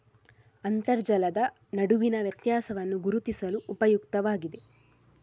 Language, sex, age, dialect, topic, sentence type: Kannada, female, 41-45, Coastal/Dakshin, agriculture, statement